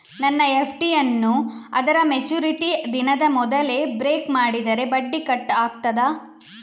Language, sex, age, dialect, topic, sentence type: Kannada, female, 56-60, Coastal/Dakshin, banking, question